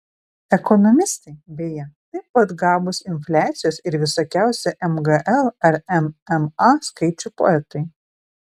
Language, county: Lithuanian, Vilnius